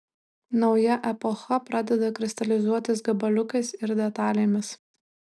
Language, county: Lithuanian, Tauragė